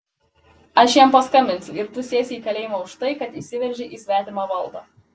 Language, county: Lithuanian, Klaipėda